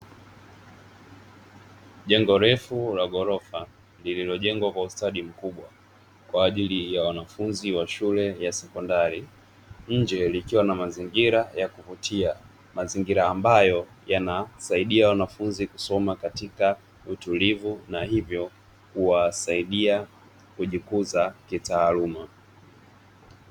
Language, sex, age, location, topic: Swahili, male, 25-35, Dar es Salaam, education